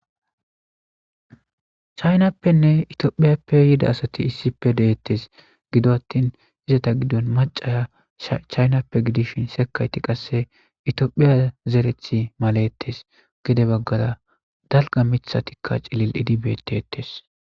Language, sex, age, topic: Gamo, male, 18-24, government